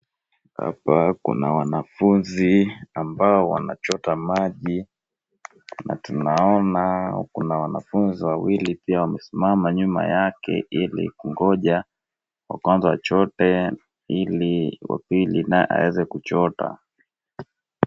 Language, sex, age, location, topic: Swahili, female, 36-49, Wajir, health